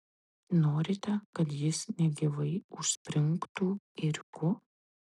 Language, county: Lithuanian, Tauragė